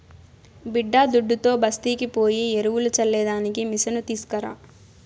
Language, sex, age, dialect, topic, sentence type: Telugu, female, 25-30, Southern, agriculture, statement